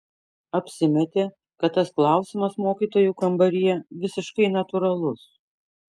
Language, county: Lithuanian, Kaunas